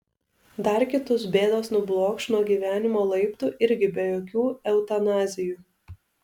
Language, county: Lithuanian, Alytus